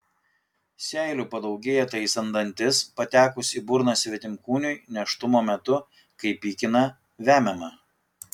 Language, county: Lithuanian, Kaunas